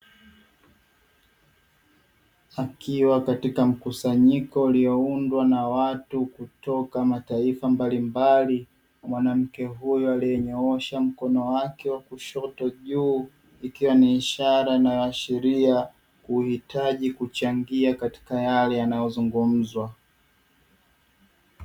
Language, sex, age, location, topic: Swahili, male, 18-24, Dar es Salaam, education